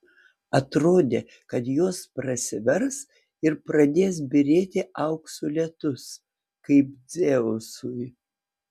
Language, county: Lithuanian, Panevėžys